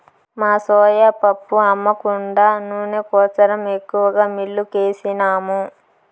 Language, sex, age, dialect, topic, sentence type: Telugu, female, 25-30, Southern, agriculture, statement